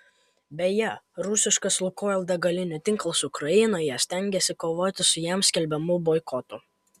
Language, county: Lithuanian, Kaunas